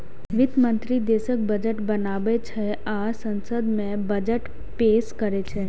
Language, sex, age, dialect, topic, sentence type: Maithili, female, 18-24, Eastern / Thethi, banking, statement